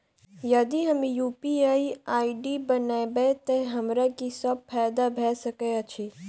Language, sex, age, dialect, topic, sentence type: Maithili, female, 18-24, Southern/Standard, banking, question